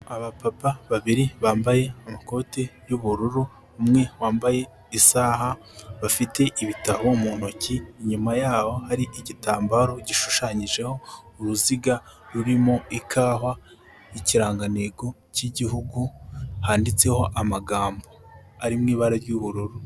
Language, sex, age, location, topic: Kinyarwanda, male, 18-24, Kigali, health